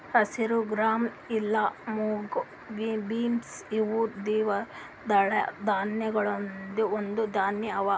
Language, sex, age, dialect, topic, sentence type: Kannada, female, 60-100, Northeastern, agriculture, statement